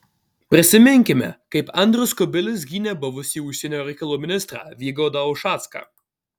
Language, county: Lithuanian, Alytus